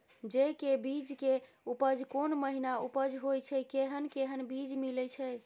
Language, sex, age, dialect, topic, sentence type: Maithili, female, 18-24, Bajjika, agriculture, question